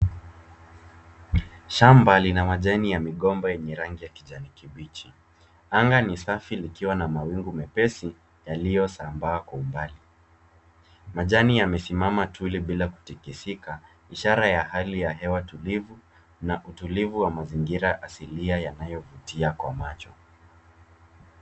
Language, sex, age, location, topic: Swahili, male, 25-35, Kisumu, agriculture